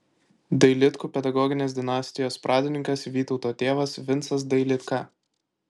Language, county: Lithuanian, Kaunas